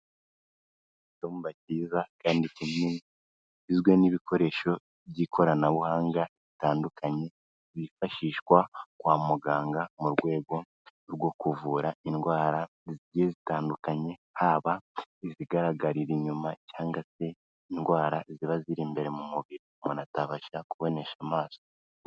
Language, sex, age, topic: Kinyarwanda, female, 18-24, health